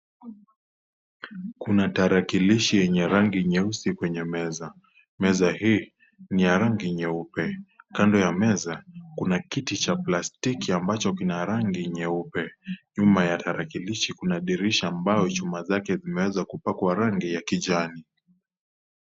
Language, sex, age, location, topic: Swahili, male, 18-24, Kisii, education